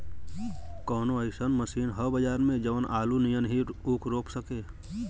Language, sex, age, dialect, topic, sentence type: Bhojpuri, male, 31-35, Western, agriculture, question